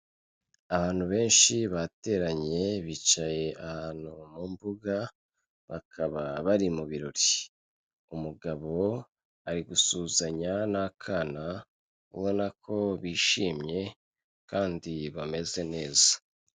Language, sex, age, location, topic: Kinyarwanda, male, 25-35, Kigali, health